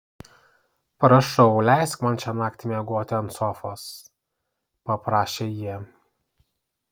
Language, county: Lithuanian, Kaunas